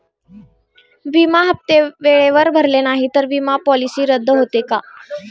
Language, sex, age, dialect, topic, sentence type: Marathi, female, 18-24, Standard Marathi, banking, question